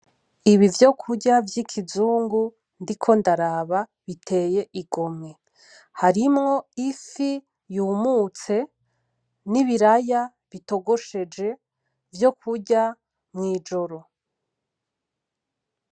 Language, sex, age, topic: Rundi, female, 25-35, agriculture